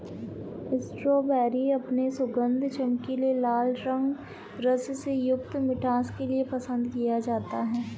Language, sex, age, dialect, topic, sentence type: Hindi, female, 25-30, Marwari Dhudhari, agriculture, statement